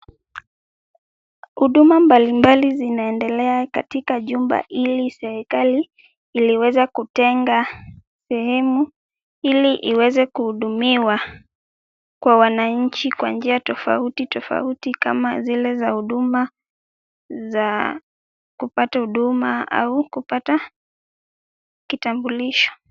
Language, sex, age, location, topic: Swahili, female, 18-24, Kisumu, government